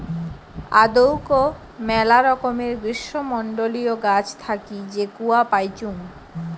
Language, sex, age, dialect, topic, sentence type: Bengali, female, 25-30, Western, agriculture, statement